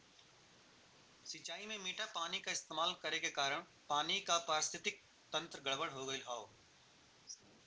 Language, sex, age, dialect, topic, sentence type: Bhojpuri, male, 41-45, Western, agriculture, statement